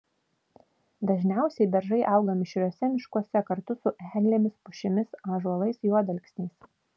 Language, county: Lithuanian, Vilnius